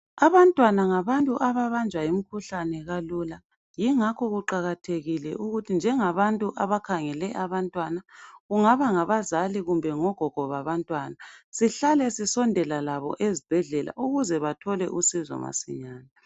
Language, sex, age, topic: North Ndebele, female, 25-35, health